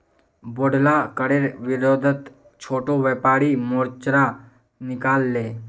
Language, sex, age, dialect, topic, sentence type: Magahi, female, 56-60, Northeastern/Surjapuri, banking, statement